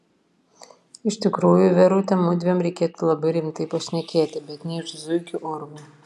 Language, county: Lithuanian, Vilnius